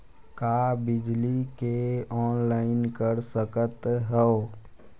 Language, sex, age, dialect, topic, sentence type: Chhattisgarhi, male, 41-45, Western/Budati/Khatahi, banking, question